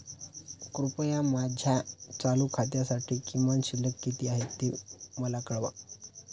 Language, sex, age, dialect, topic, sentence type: Marathi, male, 25-30, Standard Marathi, banking, statement